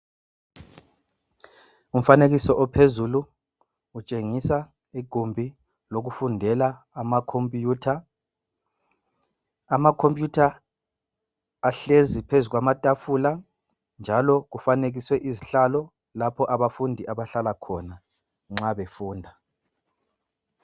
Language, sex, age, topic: North Ndebele, male, 25-35, education